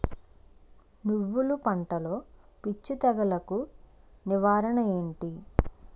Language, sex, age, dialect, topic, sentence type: Telugu, female, 25-30, Utterandhra, agriculture, question